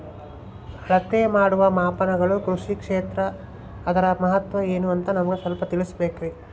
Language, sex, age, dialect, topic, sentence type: Kannada, male, 25-30, Central, agriculture, question